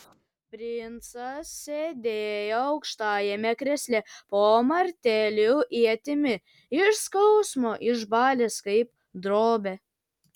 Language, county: Lithuanian, Kaunas